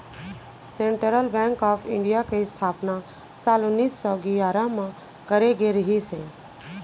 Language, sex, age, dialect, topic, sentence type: Chhattisgarhi, female, 41-45, Central, banking, statement